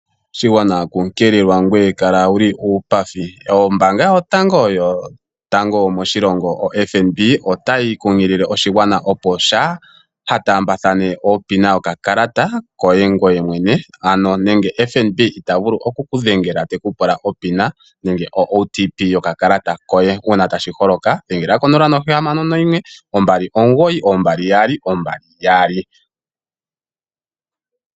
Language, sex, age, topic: Oshiwambo, male, 25-35, finance